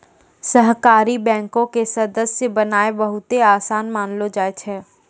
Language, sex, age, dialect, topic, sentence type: Maithili, female, 18-24, Angika, banking, statement